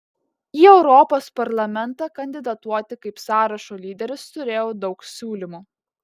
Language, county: Lithuanian, Kaunas